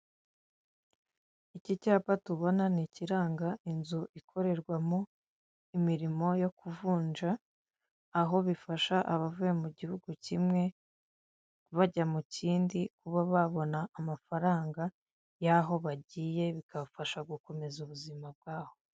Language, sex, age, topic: Kinyarwanda, female, 25-35, finance